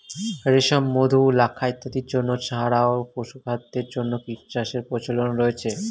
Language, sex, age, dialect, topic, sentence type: Bengali, male, 25-30, Standard Colloquial, agriculture, statement